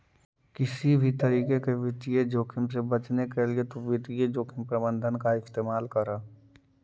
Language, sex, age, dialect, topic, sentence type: Magahi, male, 18-24, Central/Standard, banking, statement